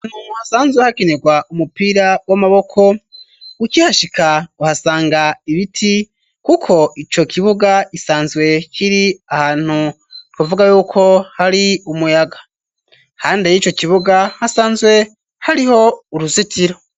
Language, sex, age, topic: Rundi, male, 25-35, education